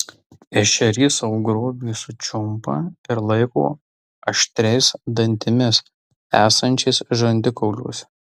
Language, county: Lithuanian, Tauragė